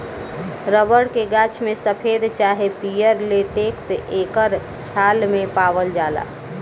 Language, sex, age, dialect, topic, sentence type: Bhojpuri, female, 18-24, Southern / Standard, agriculture, statement